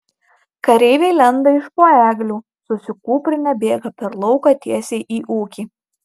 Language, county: Lithuanian, Marijampolė